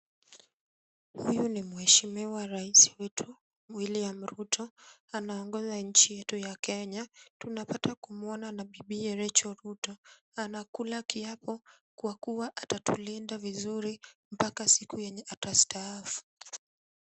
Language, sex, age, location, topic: Swahili, female, 18-24, Kisumu, government